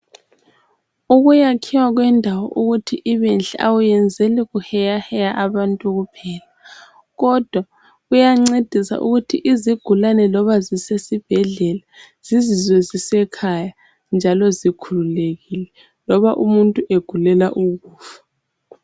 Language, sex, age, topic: North Ndebele, female, 18-24, health